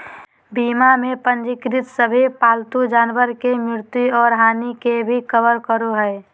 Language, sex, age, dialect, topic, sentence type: Magahi, female, 18-24, Southern, banking, statement